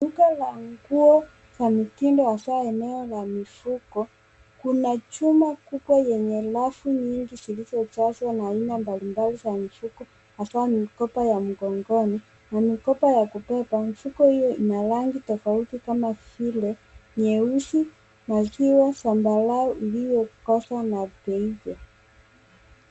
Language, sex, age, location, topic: Swahili, female, 18-24, Nairobi, finance